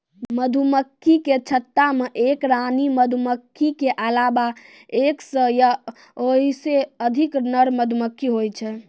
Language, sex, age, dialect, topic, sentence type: Maithili, female, 18-24, Angika, agriculture, statement